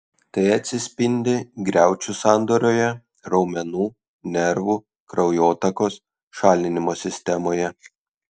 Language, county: Lithuanian, Kaunas